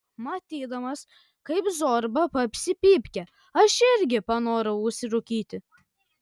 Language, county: Lithuanian, Kaunas